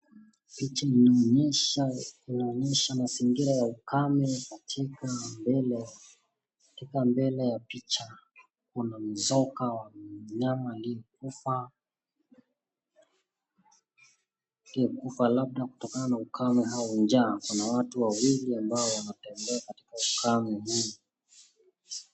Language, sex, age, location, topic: Swahili, male, 25-35, Nakuru, health